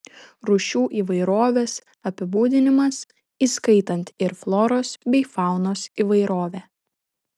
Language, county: Lithuanian, Šiauliai